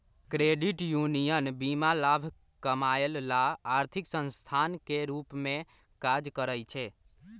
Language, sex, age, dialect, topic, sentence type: Magahi, male, 18-24, Western, banking, statement